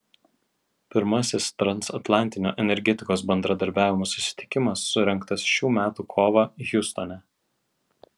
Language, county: Lithuanian, Vilnius